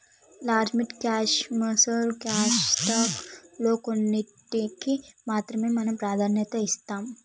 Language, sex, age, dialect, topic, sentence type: Telugu, female, 18-24, Telangana, banking, statement